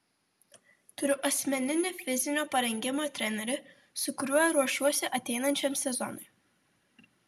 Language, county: Lithuanian, Vilnius